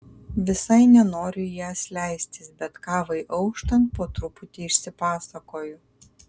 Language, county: Lithuanian, Kaunas